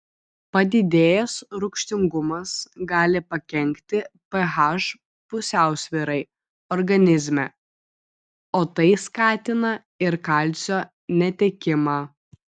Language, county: Lithuanian, Vilnius